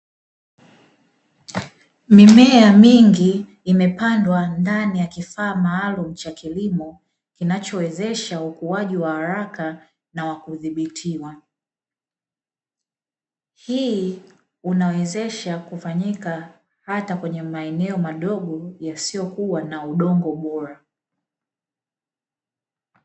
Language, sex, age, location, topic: Swahili, female, 25-35, Dar es Salaam, agriculture